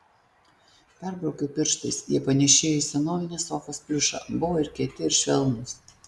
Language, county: Lithuanian, Tauragė